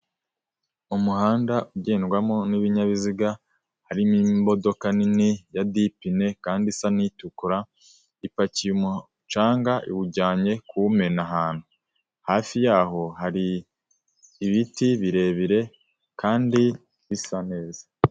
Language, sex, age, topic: Kinyarwanda, male, 18-24, government